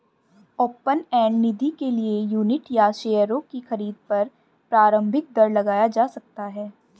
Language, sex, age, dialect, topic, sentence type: Hindi, female, 25-30, Hindustani Malvi Khadi Boli, banking, statement